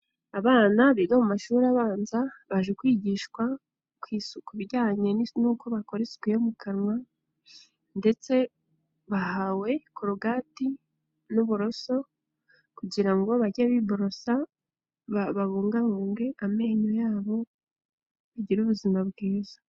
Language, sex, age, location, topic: Kinyarwanda, female, 18-24, Kigali, health